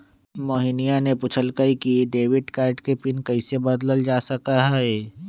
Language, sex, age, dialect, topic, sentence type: Magahi, male, 25-30, Western, banking, statement